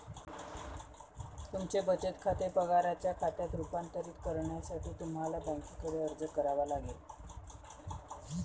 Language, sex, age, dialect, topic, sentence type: Marathi, female, 31-35, Varhadi, banking, statement